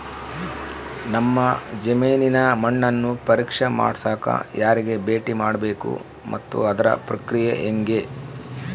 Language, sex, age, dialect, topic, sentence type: Kannada, male, 46-50, Central, agriculture, question